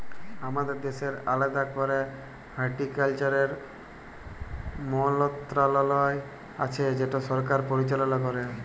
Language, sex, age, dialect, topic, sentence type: Bengali, male, 18-24, Jharkhandi, agriculture, statement